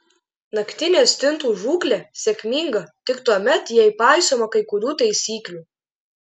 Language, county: Lithuanian, Klaipėda